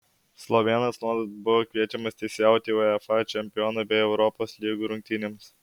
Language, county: Lithuanian, Alytus